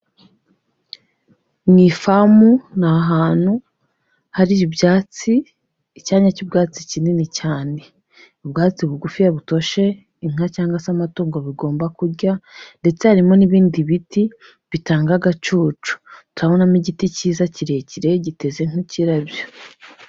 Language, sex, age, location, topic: Kinyarwanda, female, 25-35, Kigali, health